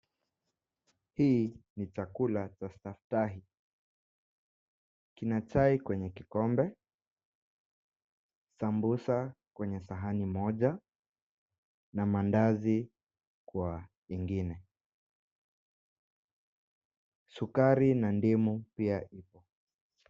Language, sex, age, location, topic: Swahili, male, 18-24, Mombasa, agriculture